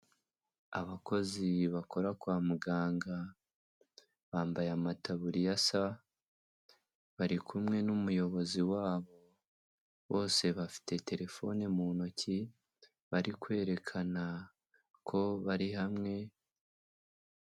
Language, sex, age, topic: Kinyarwanda, male, 18-24, health